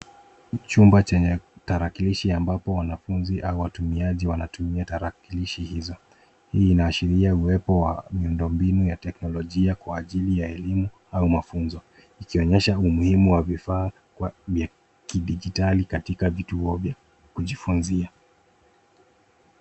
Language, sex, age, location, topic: Swahili, male, 25-35, Nairobi, education